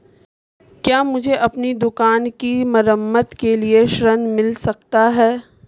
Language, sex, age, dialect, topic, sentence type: Hindi, female, 25-30, Marwari Dhudhari, banking, question